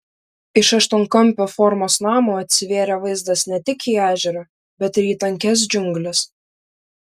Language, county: Lithuanian, Vilnius